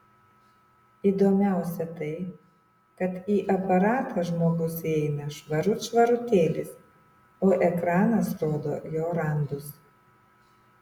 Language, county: Lithuanian, Utena